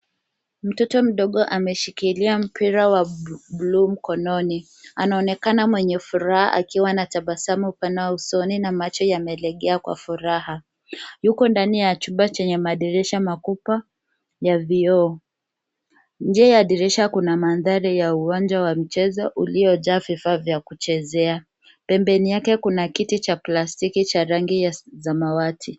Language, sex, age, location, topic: Swahili, female, 18-24, Nairobi, education